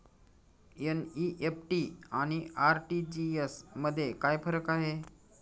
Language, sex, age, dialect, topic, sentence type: Marathi, male, 46-50, Standard Marathi, banking, question